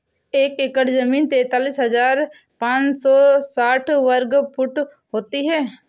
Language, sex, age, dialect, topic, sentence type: Hindi, male, 25-30, Kanauji Braj Bhasha, agriculture, statement